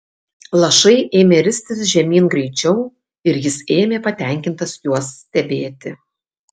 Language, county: Lithuanian, Kaunas